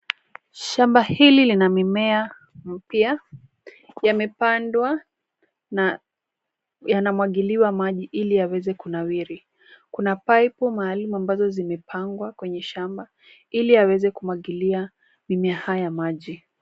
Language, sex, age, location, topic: Swahili, female, 25-35, Nairobi, agriculture